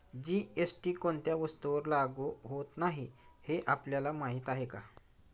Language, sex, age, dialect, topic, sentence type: Marathi, male, 60-100, Standard Marathi, banking, statement